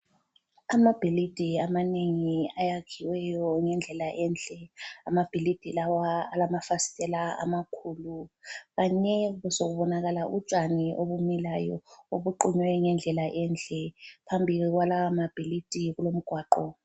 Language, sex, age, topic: North Ndebele, female, 36-49, health